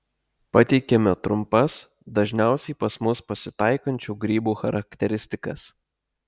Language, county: Lithuanian, Telšiai